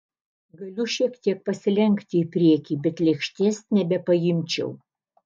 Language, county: Lithuanian, Alytus